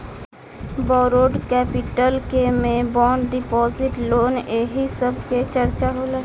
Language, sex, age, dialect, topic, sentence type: Bhojpuri, female, 18-24, Southern / Standard, banking, statement